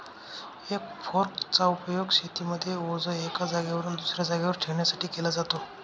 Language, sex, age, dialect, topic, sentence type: Marathi, male, 25-30, Northern Konkan, agriculture, statement